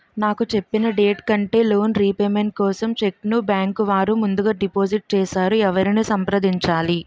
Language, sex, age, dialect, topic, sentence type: Telugu, female, 18-24, Utterandhra, banking, question